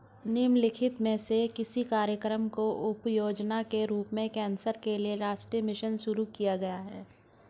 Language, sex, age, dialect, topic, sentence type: Hindi, female, 41-45, Hindustani Malvi Khadi Boli, banking, question